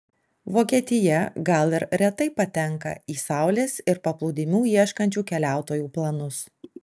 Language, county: Lithuanian, Alytus